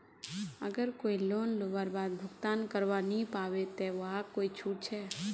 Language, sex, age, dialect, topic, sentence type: Magahi, female, 18-24, Northeastern/Surjapuri, banking, question